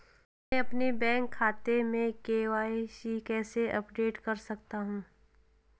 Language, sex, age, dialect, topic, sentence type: Hindi, female, 46-50, Hindustani Malvi Khadi Boli, banking, question